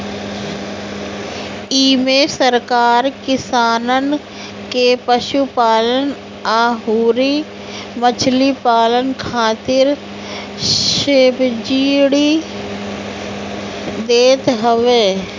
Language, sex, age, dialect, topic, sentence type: Bhojpuri, female, 31-35, Northern, agriculture, statement